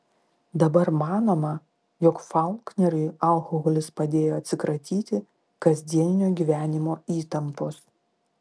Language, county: Lithuanian, Klaipėda